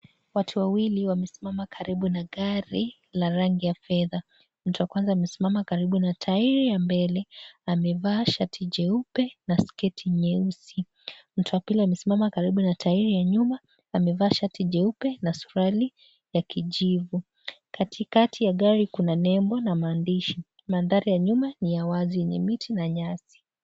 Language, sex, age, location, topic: Swahili, female, 18-24, Kisii, health